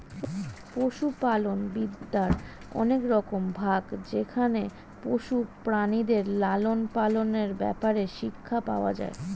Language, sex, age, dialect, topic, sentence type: Bengali, female, 36-40, Standard Colloquial, agriculture, statement